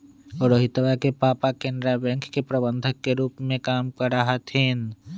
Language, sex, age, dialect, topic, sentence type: Magahi, male, 25-30, Western, banking, statement